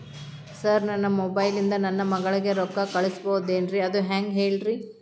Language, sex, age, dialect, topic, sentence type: Kannada, female, 31-35, Dharwad Kannada, banking, question